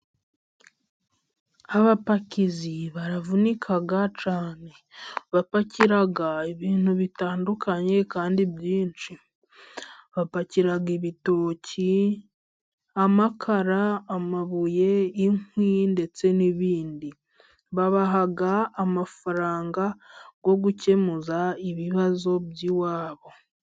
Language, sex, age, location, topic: Kinyarwanda, female, 18-24, Musanze, agriculture